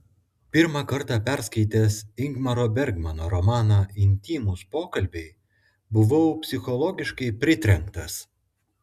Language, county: Lithuanian, Klaipėda